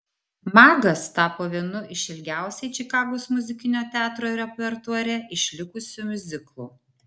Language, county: Lithuanian, Vilnius